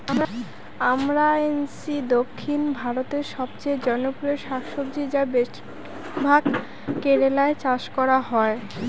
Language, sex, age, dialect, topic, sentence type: Bengali, female, 18-24, Rajbangshi, agriculture, question